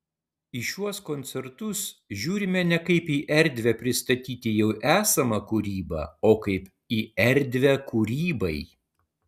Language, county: Lithuanian, Utena